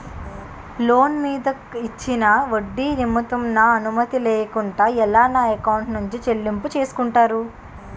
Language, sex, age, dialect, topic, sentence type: Telugu, female, 18-24, Utterandhra, banking, question